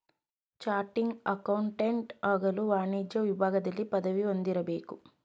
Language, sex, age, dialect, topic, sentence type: Kannada, female, 18-24, Mysore Kannada, banking, statement